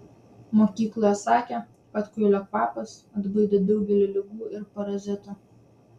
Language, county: Lithuanian, Vilnius